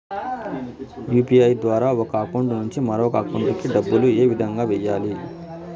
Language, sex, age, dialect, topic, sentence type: Telugu, male, 46-50, Southern, banking, question